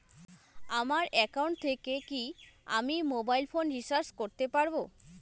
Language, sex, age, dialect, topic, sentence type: Bengali, female, 18-24, Rajbangshi, banking, question